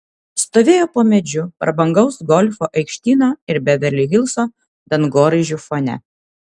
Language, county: Lithuanian, Kaunas